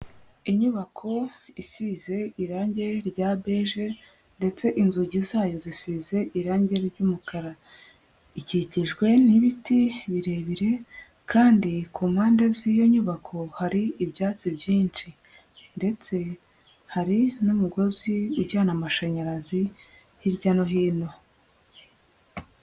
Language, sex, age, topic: Kinyarwanda, male, 25-35, education